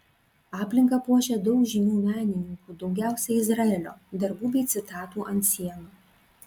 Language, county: Lithuanian, Klaipėda